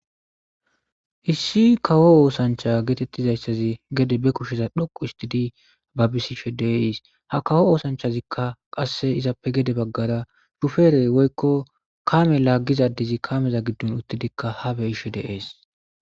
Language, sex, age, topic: Gamo, male, 25-35, government